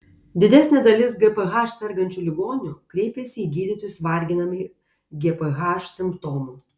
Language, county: Lithuanian, Kaunas